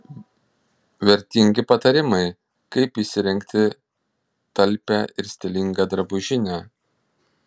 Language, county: Lithuanian, Šiauliai